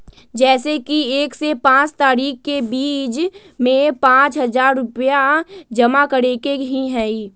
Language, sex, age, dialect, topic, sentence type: Magahi, female, 18-24, Western, banking, question